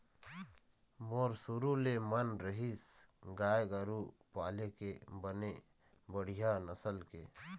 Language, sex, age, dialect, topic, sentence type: Chhattisgarhi, male, 31-35, Eastern, agriculture, statement